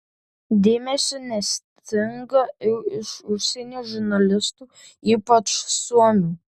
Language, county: Lithuanian, Tauragė